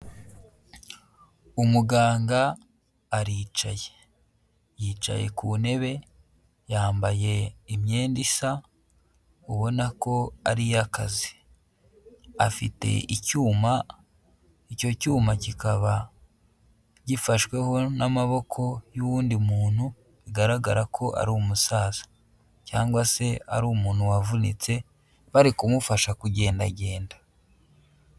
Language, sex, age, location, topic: Kinyarwanda, female, 18-24, Huye, health